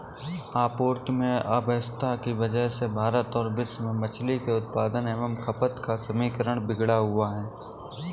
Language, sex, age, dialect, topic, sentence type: Hindi, male, 18-24, Kanauji Braj Bhasha, agriculture, statement